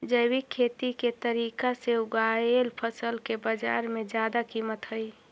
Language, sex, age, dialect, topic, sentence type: Magahi, female, 41-45, Central/Standard, agriculture, statement